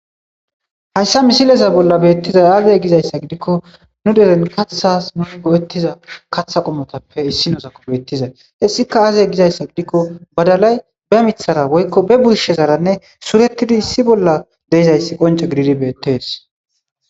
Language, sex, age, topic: Gamo, male, 18-24, agriculture